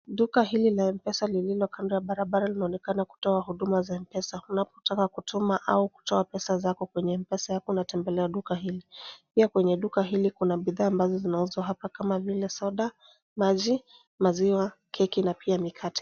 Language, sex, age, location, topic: Swahili, female, 25-35, Kisumu, finance